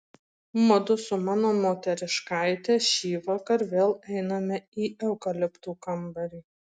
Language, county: Lithuanian, Marijampolė